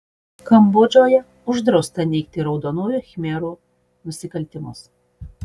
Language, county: Lithuanian, Utena